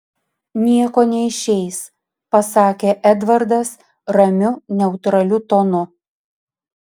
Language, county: Lithuanian, Panevėžys